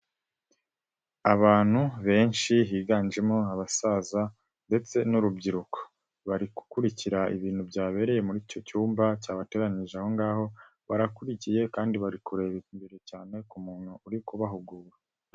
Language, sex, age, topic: Kinyarwanda, male, 18-24, government